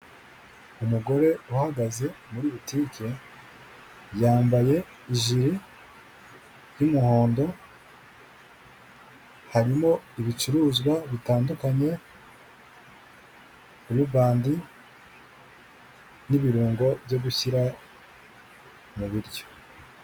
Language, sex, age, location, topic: Kinyarwanda, male, 25-35, Kigali, health